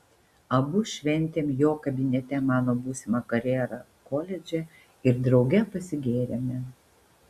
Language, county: Lithuanian, Panevėžys